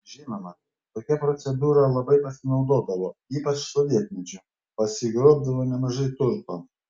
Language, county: Lithuanian, Panevėžys